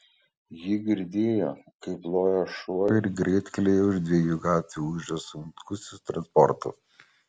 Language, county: Lithuanian, Kaunas